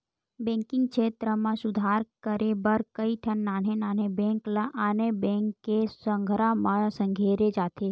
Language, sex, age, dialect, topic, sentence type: Chhattisgarhi, male, 18-24, Western/Budati/Khatahi, banking, statement